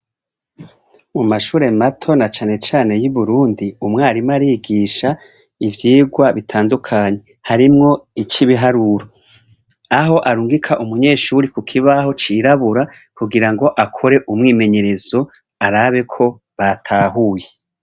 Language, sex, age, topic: Rundi, male, 36-49, education